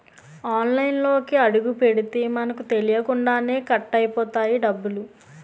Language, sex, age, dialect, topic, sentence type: Telugu, female, 18-24, Utterandhra, banking, statement